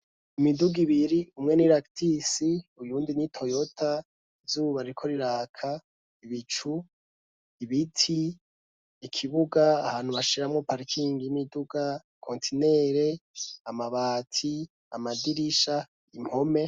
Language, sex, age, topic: Rundi, male, 25-35, education